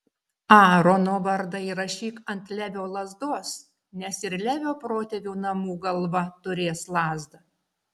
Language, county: Lithuanian, Šiauliai